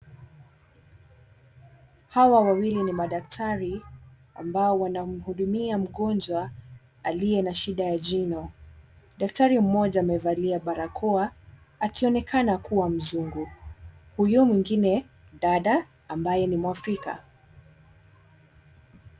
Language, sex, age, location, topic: Swahili, female, 18-24, Mombasa, health